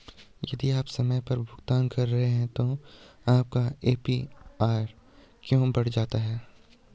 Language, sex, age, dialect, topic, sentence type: Hindi, male, 18-24, Hindustani Malvi Khadi Boli, banking, question